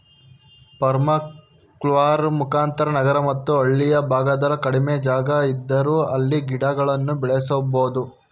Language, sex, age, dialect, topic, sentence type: Kannada, male, 41-45, Mysore Kannada, agriculture, statement